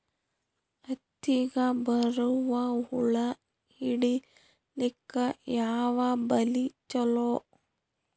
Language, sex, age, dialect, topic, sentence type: Kannada, female, 31-35, Northeastern, agriculture, question